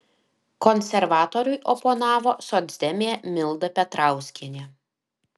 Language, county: Lithuanian, Alytus